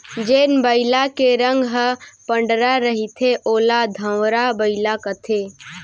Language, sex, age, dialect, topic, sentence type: Chhattisgarhi, female, 18-24, Central, agriculture, statement